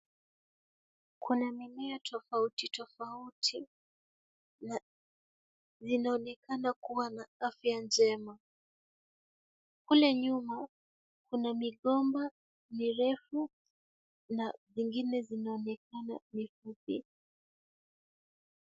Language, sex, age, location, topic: Swahili, female, 25-35, Kisumu, agriculture